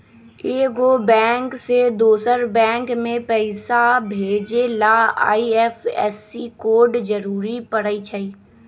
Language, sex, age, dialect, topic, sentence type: Magahi, male, 18-24, Western, banking, statement